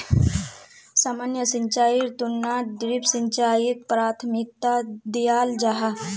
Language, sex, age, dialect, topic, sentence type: Magahi, female, 18-24, Northeastern/Surjapuri, agriculture, statement